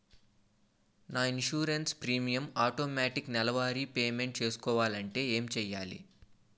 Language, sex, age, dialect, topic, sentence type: Telugu, male, 18-24, Utterandhra, banking, question